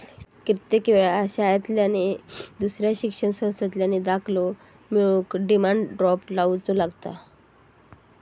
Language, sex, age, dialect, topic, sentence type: Marathi, female, 31-35, Southern Konkan, banking, statement